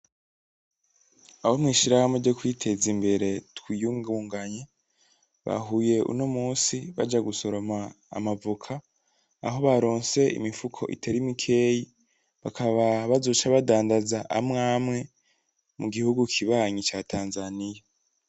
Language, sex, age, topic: Rundi, male, 18-24, agriculture